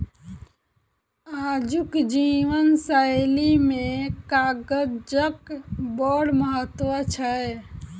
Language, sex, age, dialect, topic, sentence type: Maithili, female, 25-30, Southern/Standard, agriculture, statement